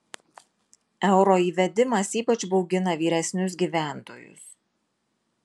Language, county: Lithuanian, Marijampolė